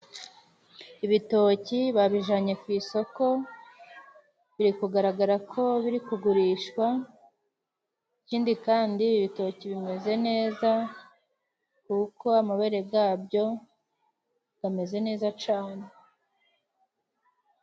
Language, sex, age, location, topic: Kinyarwanda, female, 25-35, Musanze, finance